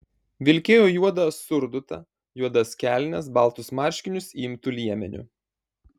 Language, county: Lithuanian, Marijampolė